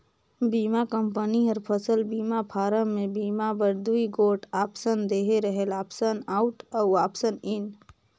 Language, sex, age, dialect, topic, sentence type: Chhattisgarhi, female, 18-24, Northern/Bhandar, agriculture, statement